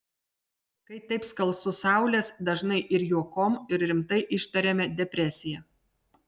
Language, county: Lithuanian, Telšiai